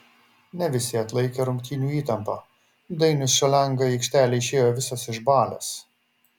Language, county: Lithuanian, Šiauliai